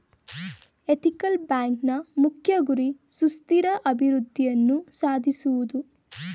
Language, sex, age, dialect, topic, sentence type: Kannada, female, 18-24, Mysore Kannada, banking, statement